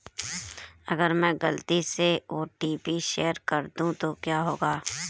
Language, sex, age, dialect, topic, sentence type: Hindi, female, 25-30, Marwari Dhudhari, banking, question